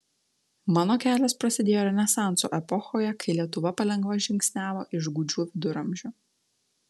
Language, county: Lithuanian, Telšiai